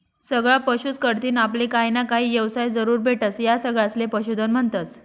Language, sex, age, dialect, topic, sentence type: Marathi, female, 36-40, Northern Konkan, agriculture, statement